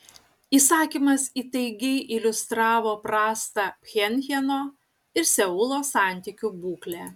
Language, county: Lithuanian, Utena